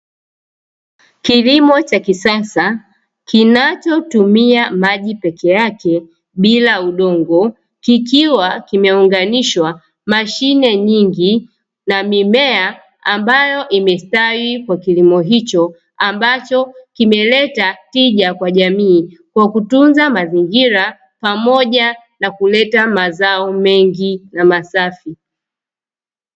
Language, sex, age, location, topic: Swahili, female, 25-35, Dar es Salaam, agriculture